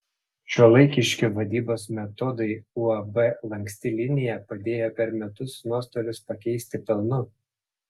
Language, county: Lithuanian, Panevėžys